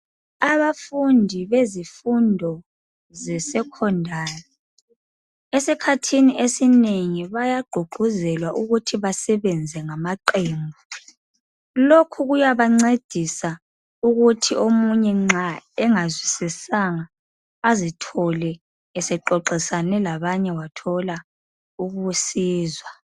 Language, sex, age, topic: North Ndebele, female, 25-35, education